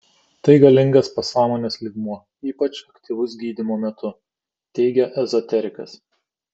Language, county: Lithuanian, Kaunas